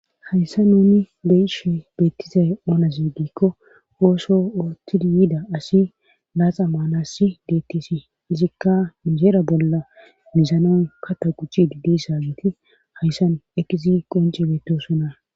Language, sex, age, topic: Gamo, female, 18-24, government